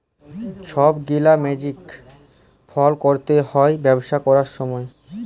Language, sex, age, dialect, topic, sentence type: Bengali, male, 18-24, Jharkhandi, banking, statement